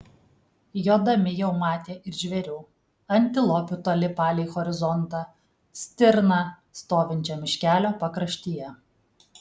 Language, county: Lithuanian, Kaunas